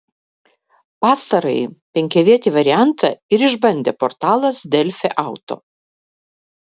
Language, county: Lithuanian, Vilnius